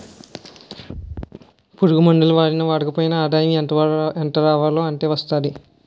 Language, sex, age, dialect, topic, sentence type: Telugu, male, 51-55, Utterandhra, agriculture, statement